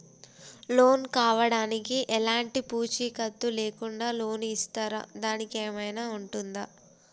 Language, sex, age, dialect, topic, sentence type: Telugu, female, 18-24, Telangana, banking, question